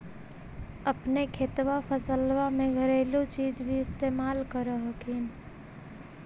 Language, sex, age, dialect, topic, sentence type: Magahi, female, 18-24, Central/Standard, agriculture, question